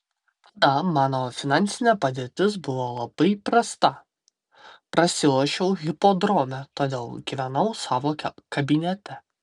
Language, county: Lithuanian, Vilnius